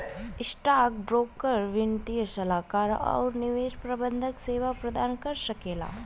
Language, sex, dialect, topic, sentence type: Bhojpuri, female, Western, banking, statement